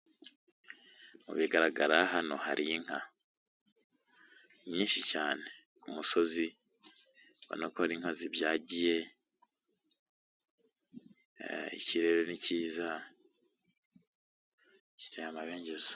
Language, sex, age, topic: Kinyarwanda, male, 25-35, agriculture